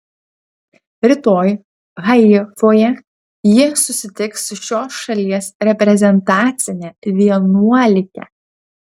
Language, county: Lithuanian, Utena